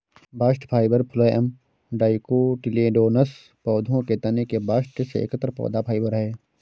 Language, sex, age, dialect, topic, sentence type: Hindi, male, 25-30, Awadhi Bundeli, agriculture, statement